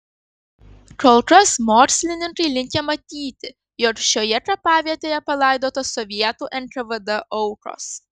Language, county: Lithuanian, Kaunas